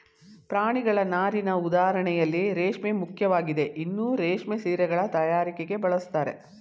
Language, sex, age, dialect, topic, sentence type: Kannada, female, 51-55, Mysore Kannada, agriculture, statement